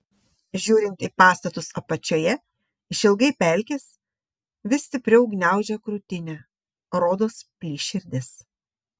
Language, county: Lithuanian, Šiauliai